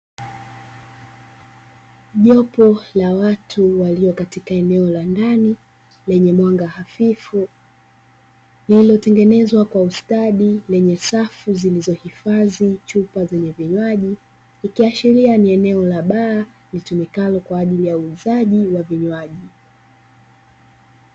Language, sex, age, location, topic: Swahili, female, 18-24, Dar es Salaam, finance